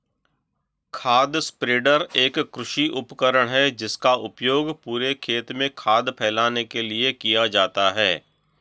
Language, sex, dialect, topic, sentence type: Hindi, male, Marwari Dhudhari, agriculture, statement